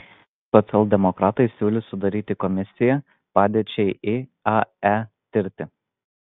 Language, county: Lithuanian, Vilnius